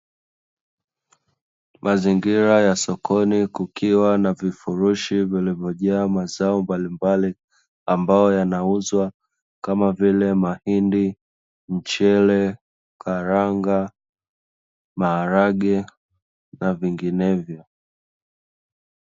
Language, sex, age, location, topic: Swahili, male, 25-35, Dar es Salaam, finance